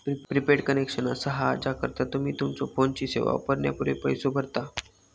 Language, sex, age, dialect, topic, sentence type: Marathi, male, 18-24, Southern Konkan, banking, statement